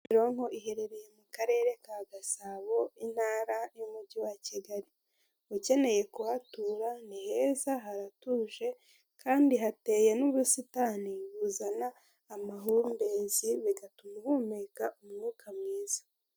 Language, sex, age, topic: Kinyarwanda, female, 18-24, government